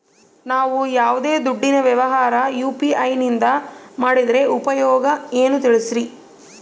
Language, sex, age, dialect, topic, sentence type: Kannada, female, 31-35, Central, banking, question